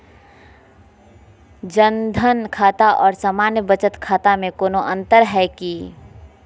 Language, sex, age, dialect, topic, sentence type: Magahi, female, 51-55, Southern, banking, question